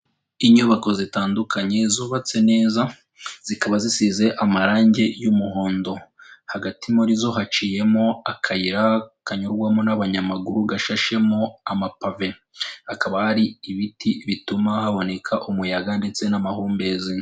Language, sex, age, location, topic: Kinyarwanda, female, 18-24, Kigali, education